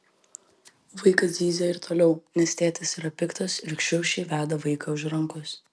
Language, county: Lithuanian, Vilnius